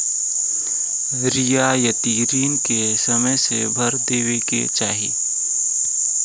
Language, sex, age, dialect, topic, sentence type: Bhojpuri, male, 18-24, Western, banking, statement